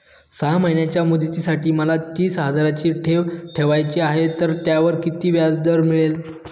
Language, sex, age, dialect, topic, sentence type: Marathi, male, 31-35, Northern Konkan, banking, question